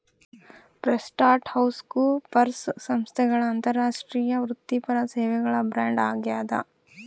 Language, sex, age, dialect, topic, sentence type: Kannada, female, 31-35, Central, banking, statement